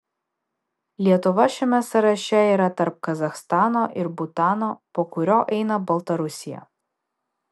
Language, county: Lithuanian, Vilnius